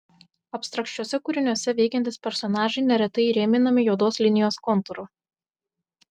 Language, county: Lithuanian, Telšiai